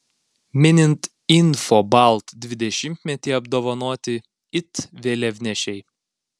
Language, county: Lithuanian, Alytus